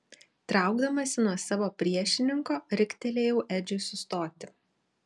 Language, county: Lithuanian, Šiauliai